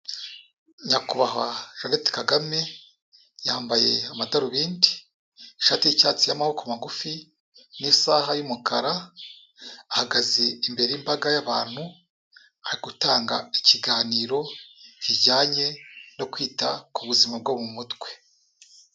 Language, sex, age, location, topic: Kinyarwanda, male, 36-49, Kigali, health